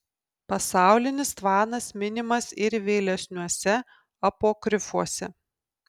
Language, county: Lithuanian, Kaunas